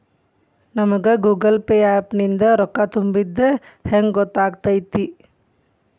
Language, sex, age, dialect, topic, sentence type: Kannada, female, 41-45, Dharwad Kannada, banking, question